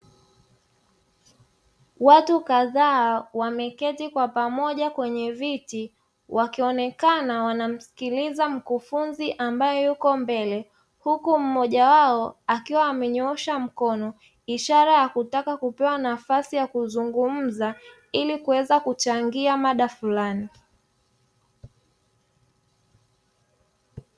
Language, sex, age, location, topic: Swahili, female, 25-35, Dar es Salaam, education